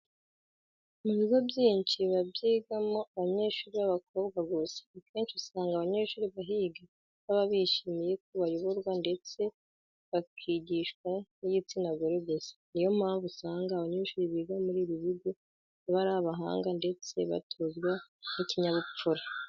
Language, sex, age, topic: Kinyarwanda, female, 18-24, education